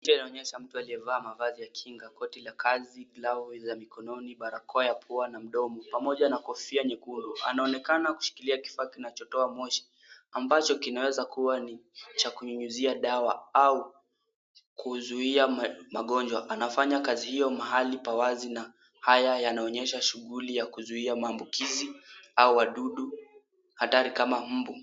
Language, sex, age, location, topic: Swahili, male, 18-24, Kisumu, health